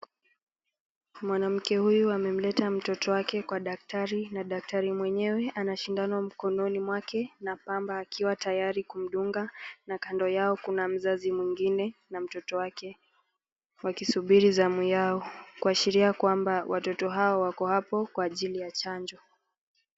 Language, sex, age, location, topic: Swahili, female, 18-24, Nakuru, health